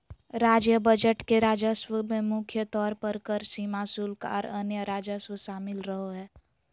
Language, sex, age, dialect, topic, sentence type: Magahi, female, 18-24, Southern, banking, statement